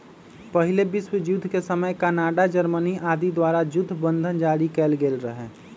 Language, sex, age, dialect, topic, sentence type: Magahi, male, 25-30, Western, banking, statement